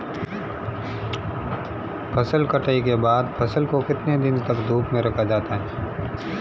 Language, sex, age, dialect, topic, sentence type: Hindi, male, 25-30, Marwari Dhudhari, agriculture, question